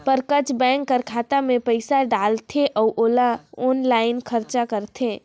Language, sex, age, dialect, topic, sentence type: Chhattisgarhi, male, 56-60, Northern/Bhandar, banking, statement